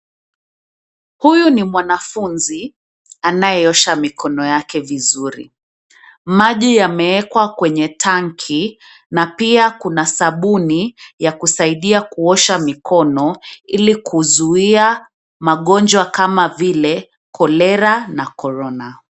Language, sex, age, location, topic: Swahili, female, 25-35, Nairobi, health